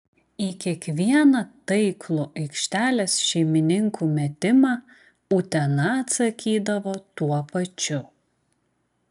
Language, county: Lithuanian, Klaipėda